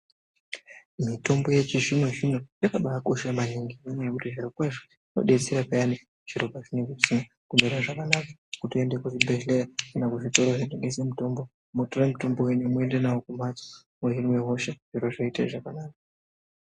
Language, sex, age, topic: Ndau, male, 50+, health